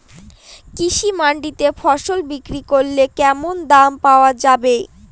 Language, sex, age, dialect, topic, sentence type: Bengali, female, 60-100, Northern/Varendri, agriculture, question